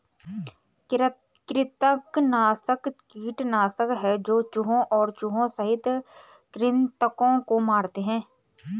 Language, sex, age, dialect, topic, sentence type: Hindi, female, 25-30, Garhwali, agriculture, statement